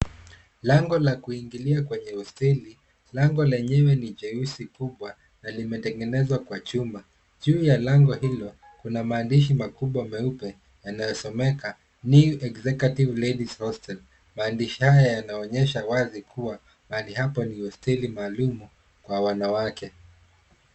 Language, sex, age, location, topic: Swahili, male, 25-35, Nairobi, education